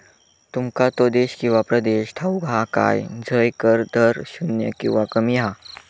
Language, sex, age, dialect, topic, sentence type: Marathi, male, 25-30, Southern Konkan, banking, statement